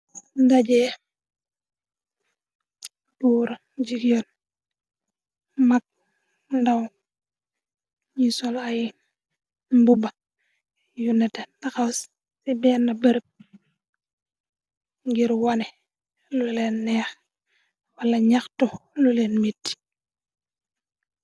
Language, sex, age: Wolof, female, 25-35